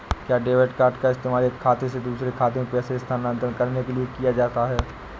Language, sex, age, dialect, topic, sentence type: Hindi, male, 18-24, Awadhi Bundeli, banking, question